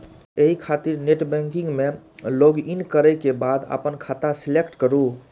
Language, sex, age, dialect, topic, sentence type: Maithili, male, 25-30, Eastern / Thethi, banking, statement